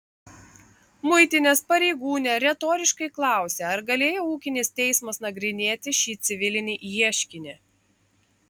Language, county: Lithuanian, Klaipėda